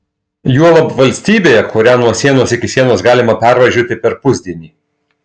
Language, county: Lithuanian, Marijampolė